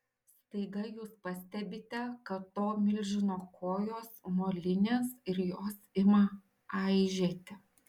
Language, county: Lithuanian, Šiauliai